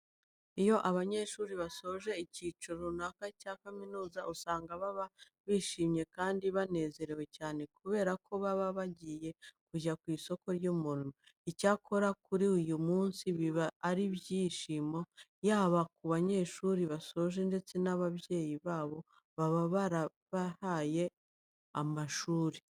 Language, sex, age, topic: Kinyarwanda, female, 36-49, education